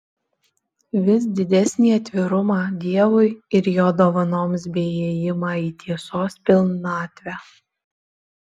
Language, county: Lithuanian, Alytus